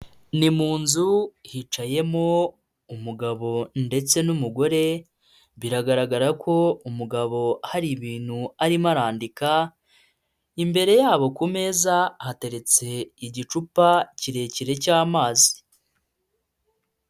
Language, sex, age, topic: Kinyarwanda, male, 25-35, health